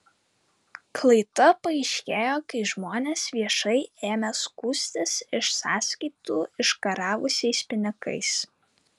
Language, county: Lithuanian, Vilnius